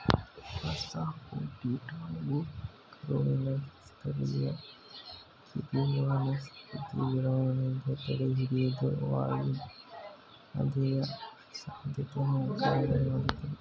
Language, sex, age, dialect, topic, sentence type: Kannada, male, 18-24, Mysore Kannada, agriculture, statement